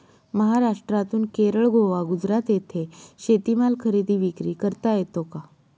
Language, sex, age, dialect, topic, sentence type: Marathi, female, 25-30, Northern Konkan, agriculture, question